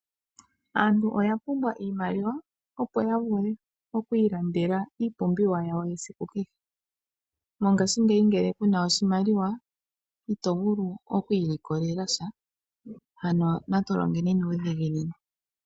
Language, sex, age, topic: Oshiwambo, female, 36-49, finance